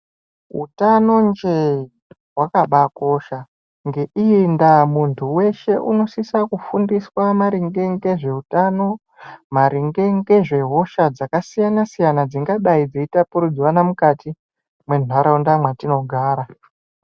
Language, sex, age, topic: Ndau, male, 18-24, health